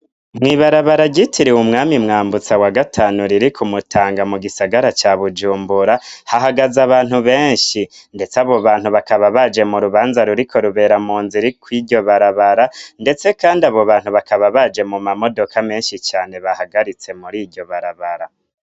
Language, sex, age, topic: Rundi, male, 25-35, education